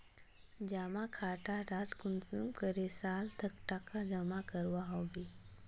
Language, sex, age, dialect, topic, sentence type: Magahi, female, 18-24, Northeastern/Surjapuri, banking, question